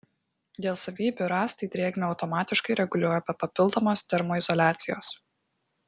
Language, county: Lithuanian, Kaunas